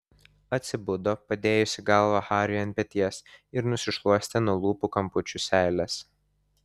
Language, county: Lithuanian, Vilnius